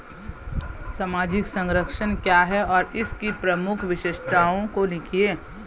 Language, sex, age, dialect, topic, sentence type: Hindi, female, 25-30, Hindustani Malvi Khadi Boli, banking, question